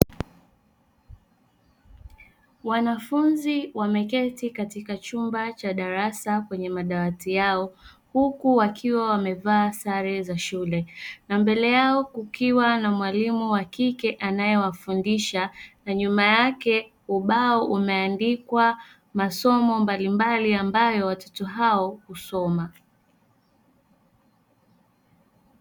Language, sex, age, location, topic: Swahili, female, 18-24, Dar es Salaam, education